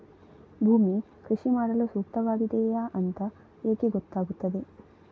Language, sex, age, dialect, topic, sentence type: Kannada, female, 25-30, Coastal/Dakshin, agriculture, question